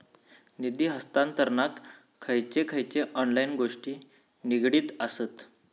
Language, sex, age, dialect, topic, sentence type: Marathi, male, 18-24, Southern Konkan, banking, question